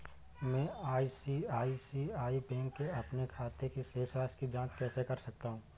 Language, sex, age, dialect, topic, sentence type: Hindi, male, 25-30, Awadhi Bundeli, banking, question